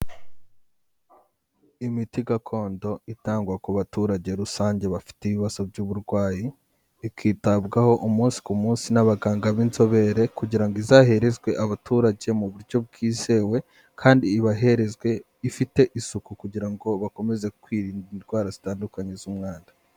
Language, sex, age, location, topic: Kinyarwanda, male, 18-24, Kigali, health